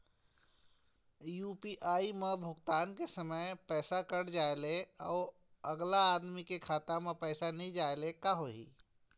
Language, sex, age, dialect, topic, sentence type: Chhattisgarhi, female, 46-50, Eastern, banking, question